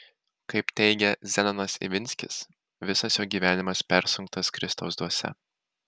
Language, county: Lithuanian, Marijampolė